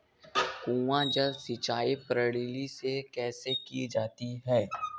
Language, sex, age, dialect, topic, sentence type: Hindi, male, 60-100, Kanauji Braj Bhasha, agriculture, question